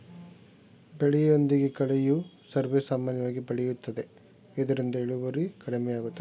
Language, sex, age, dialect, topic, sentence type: Kannada, male, 36-40, Mysore Kannada, agriculture, statement